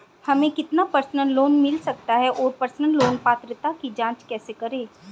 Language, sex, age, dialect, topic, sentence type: Hindi, female, 25-30, Hindustani Malvi Khadi Boli, banking, question